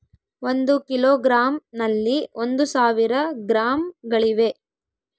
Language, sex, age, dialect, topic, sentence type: Kannada, female, 18-24, Central, agriculture, statement